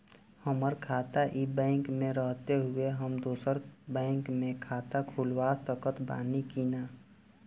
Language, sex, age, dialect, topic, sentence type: Bhojpuri, male, 18-24, Southern / Standard, banking, question